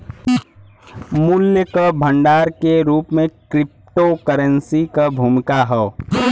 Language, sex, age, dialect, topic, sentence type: Bhojpuri, male, 18-24, Western, banking, statement